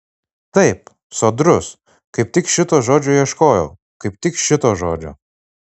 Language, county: Lithuanian, Marijampolė